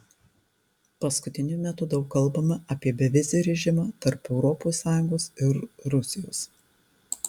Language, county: Lithuanian, Tauragė